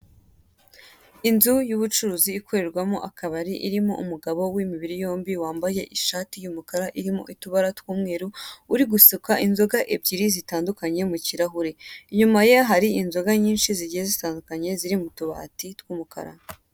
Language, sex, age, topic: Kinyarwanda, female, 18-24, finance